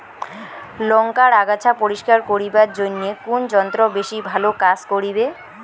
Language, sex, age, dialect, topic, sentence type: Bengali, female, 18-24, Rajbangshi, agriculture, question